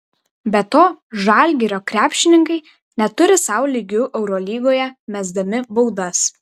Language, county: Lithuanian, Vilnius